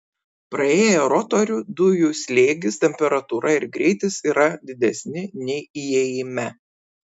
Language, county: Lithuanian, Vilnius